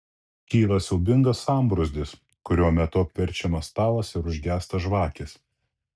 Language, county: Lithuanian, Kaunas